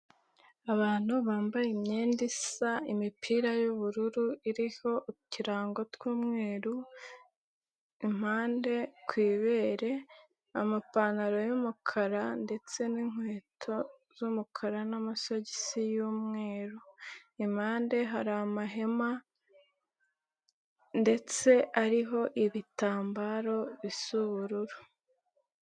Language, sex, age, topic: Kinyarwanda, female, 18-24, education